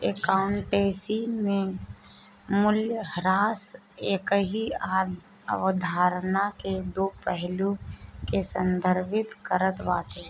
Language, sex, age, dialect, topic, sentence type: Bhojpuri, female, 25-30, Northern, banking, statement